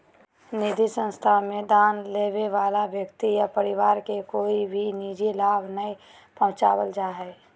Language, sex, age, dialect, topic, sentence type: Magahi, female, 18-24, Southern, banking, statement